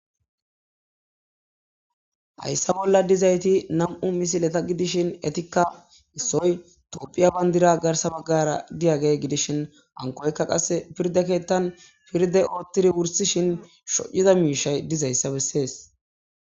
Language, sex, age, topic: Gamo, male, 18-24, government